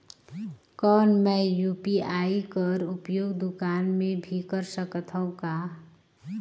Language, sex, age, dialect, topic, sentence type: Chhattisgarhi, female, 31-35, Northern/Bhandar, banking, question